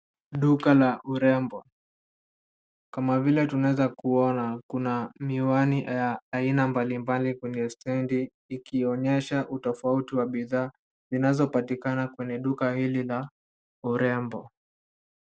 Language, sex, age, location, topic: Swahili, male, 18-24, Nairobi, finance